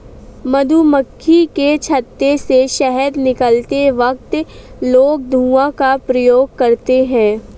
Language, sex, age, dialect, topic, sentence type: Hindi, female, 18-24, Awadhi Bundeli, agriculture, statement